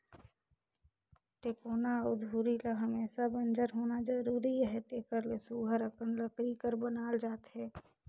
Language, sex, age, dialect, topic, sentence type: Chhattisgarhi, female, 60-100, Northern/Bhandar, agriculture, statement